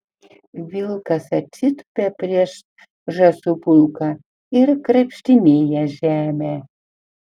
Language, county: Lithuanian, Panevėžys